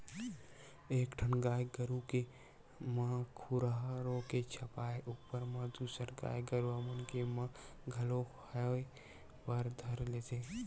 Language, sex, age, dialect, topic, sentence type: Chhattisgarhi, male, 18-24, Western/Budati/Khatahi, agriculture, statement